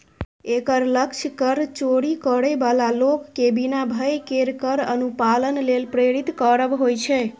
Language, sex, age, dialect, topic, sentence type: Maithili, female, 25-30, Eastern / Thethi, banking, statement